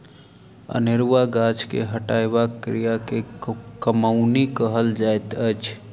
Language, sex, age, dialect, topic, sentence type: Maithili, male, 31-35, Southern/Standard, agriculture, statement